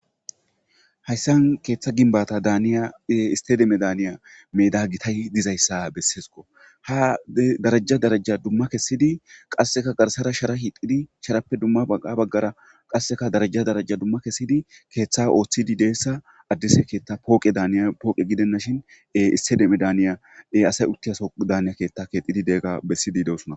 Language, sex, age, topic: Gamo, male, 25-35, government